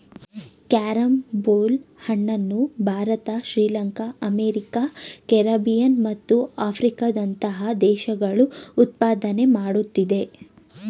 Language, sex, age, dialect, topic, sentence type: Kannada, female, 18-24, Mysore Kannada, agriculture, statement